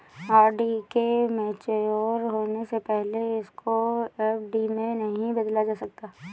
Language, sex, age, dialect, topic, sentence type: Hindi, female, 18-24, Awadhi Bundeli, banking, statement